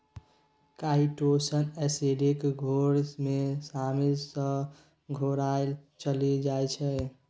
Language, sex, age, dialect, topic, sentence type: Maithili, male, 51-55, Bajjika, agriculture, statement